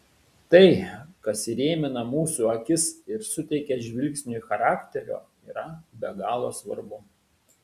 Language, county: Lithuanian, Šiauliai